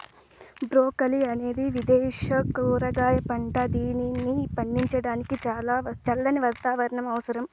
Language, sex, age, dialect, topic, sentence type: Telugu, female, 18-24, Southern, agriculture, statement